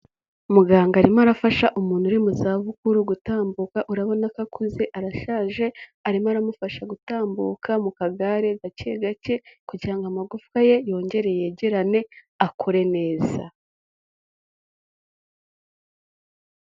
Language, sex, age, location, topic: Kinyarwanda, female, 18-24, Kigali, health